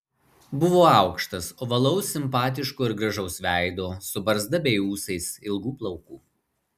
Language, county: Lithuanian, Marijampolė